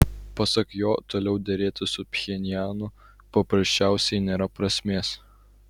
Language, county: Lithuanian, Utena